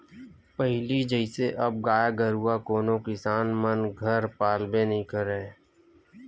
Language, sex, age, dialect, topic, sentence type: Chhattisgarhi, male, 25-30, Western/Budati/Khatahi, agriculture, statement